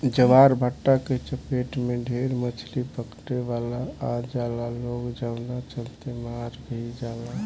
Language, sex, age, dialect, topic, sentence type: Bhojpuri, male, 18-24, Southern / Standard, agriculture, statement